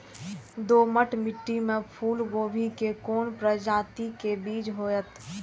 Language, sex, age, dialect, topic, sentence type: Maithili, female, 46-50, Eastern / Thethi, agriculture, question